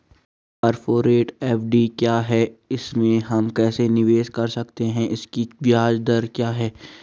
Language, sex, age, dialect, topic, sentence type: Hindi, male, 18-24, Garhwali, banking, question